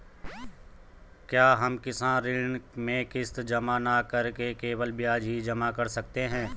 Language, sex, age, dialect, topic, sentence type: Hindi, male, 25-30, Garhwali, banking, question